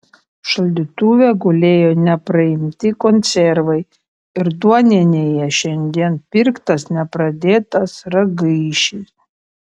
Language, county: Lithuanian, Panevėžys